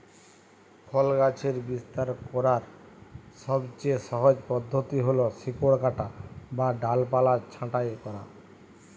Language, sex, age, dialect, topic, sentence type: Bengali, male, 36-40, Western, agriculture, statement